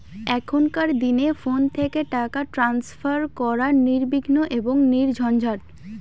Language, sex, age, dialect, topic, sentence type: Bengali, female, <18, Rajbangshi, banking, question